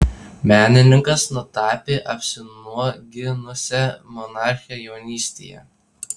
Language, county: Lithuanian, Tauragė